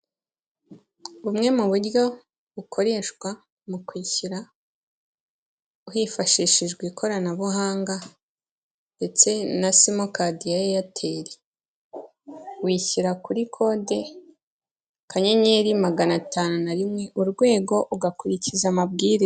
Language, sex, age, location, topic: Kinyarwanda, female, 18-24, Kigali, finance